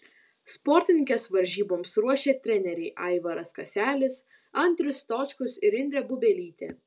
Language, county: Lithuanian, Vilnius